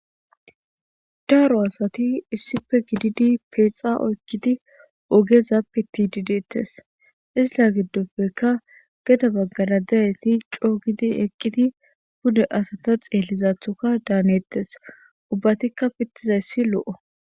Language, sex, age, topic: Gamo, female, 25-35, government